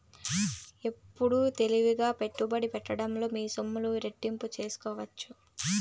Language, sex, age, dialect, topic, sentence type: Telugu, female, 25-30, Southern, banking, statement